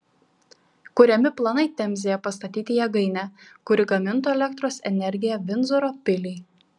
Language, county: Lithuanian, Šiauliai